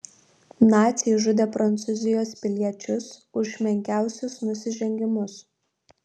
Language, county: Lithuanian, Kaunas